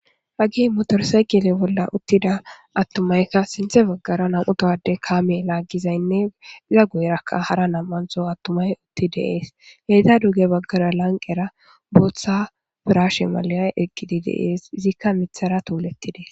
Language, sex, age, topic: Gamo, female, 18-24, government